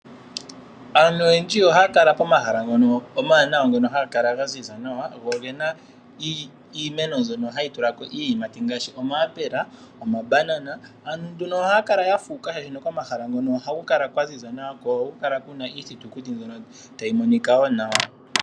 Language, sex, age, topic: Oshiwambo, male, 18-24, agriculture